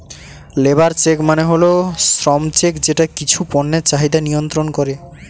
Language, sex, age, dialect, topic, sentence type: Bengali, male, 18-24, Northern/Varendri, banking, statement